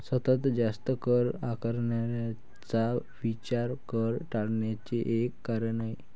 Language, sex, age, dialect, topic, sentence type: Marathi, male, 18-24, Varhadi, banking, statement